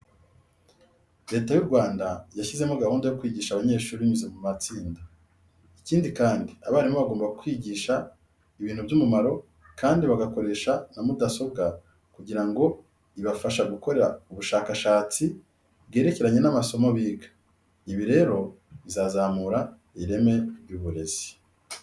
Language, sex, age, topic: Kinyarwanda, male, 36-49, education